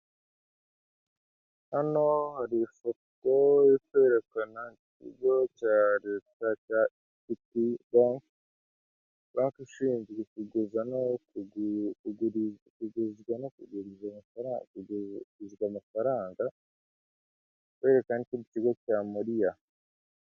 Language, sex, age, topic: Kinyarwanda, male, 25-35, finance